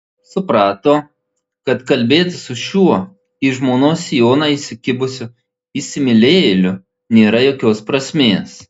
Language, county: Lithuanian, Marijampolė